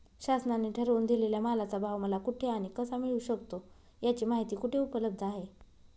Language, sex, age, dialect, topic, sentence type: Marathi, female, 25-30, Northern Konkan, agriculture, question